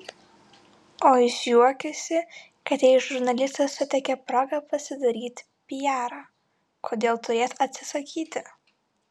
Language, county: Lithuanian, Vilnius